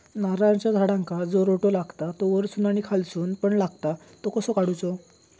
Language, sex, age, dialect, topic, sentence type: Marathi, male, 18-24, Southern Konkan, agriculture, question